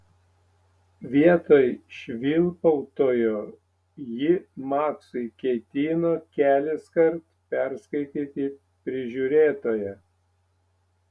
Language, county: Lithuanian, Panevėžys